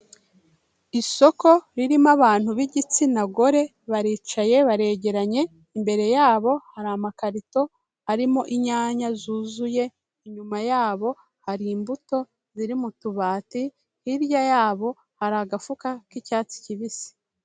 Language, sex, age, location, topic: Kinyarwanda, female, 36-49, Kigali, health